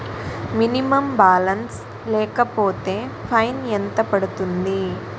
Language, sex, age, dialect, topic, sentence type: Telugu, female, 18-24, Utterandhra, banking, question